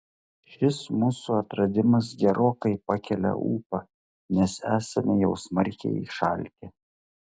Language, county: Lithuanian, Klaipėda